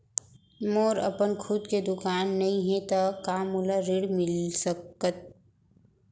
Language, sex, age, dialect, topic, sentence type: Chhattisgarhi, female, 25-30, Central, banking, question